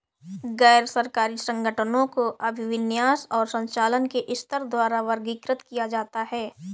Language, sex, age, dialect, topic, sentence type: Hindi, female, 18-24, Awadhi Bundeli, banking, statement